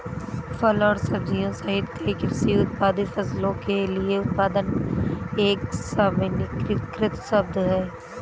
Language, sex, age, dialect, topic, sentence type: Hindi, female, 18-24, Awadhi Bundeli, agriculture, statement